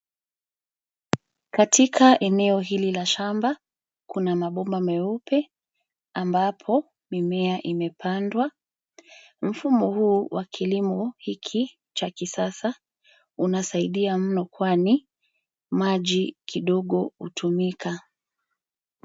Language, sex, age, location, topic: Swahili, female, 25-35, Nairobi, agriculture